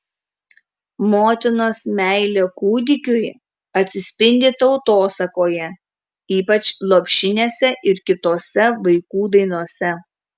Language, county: Lithuanian, Kaunas